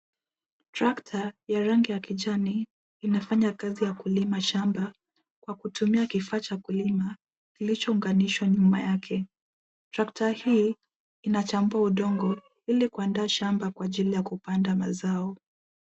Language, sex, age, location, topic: Swahili, female, 18-24, Nairobi, agriculture